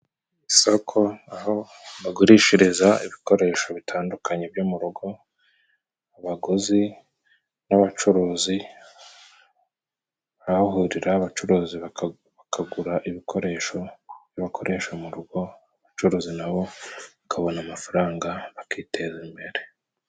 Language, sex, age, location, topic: Kinyarwanda, male, 36-49, Musanze, finance